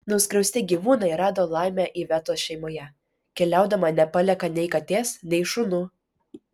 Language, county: Lithuanian, Vilnius